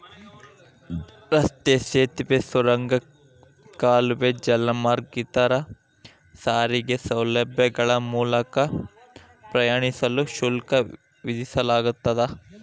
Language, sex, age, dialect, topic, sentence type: Kannada, male, 25-30, Dharwad Kannada, banking, statement